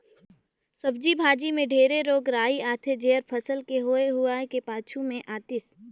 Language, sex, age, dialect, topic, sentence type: Chhattisgarhi, female, 18-24, Northern/Bhandar, agriculture, statement